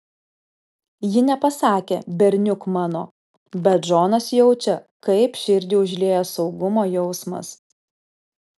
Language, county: Lithuanian, Alytus